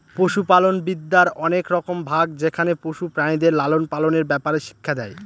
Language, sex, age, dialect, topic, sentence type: Bengali, male, 36-40, Northern/Varendri, agriculture, statement